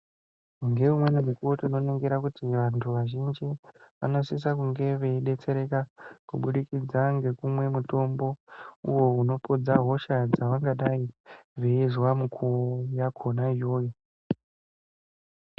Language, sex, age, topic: Ndau, male, 18-24, health